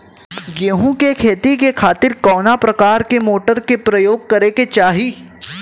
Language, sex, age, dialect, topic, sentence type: Bhojpuri, male, 18-24, Western, agriculture, question